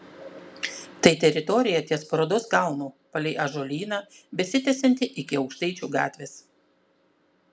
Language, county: Lithuanian, Klaipėda